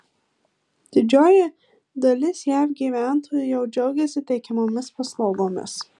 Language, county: Lithuanian, Marijampolė